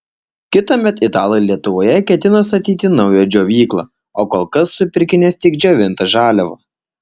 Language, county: Lithuanian, Alytus